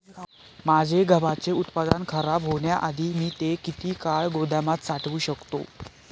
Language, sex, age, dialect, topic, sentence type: Marathi, male, 18-24, Standard Marathi, agriculture, question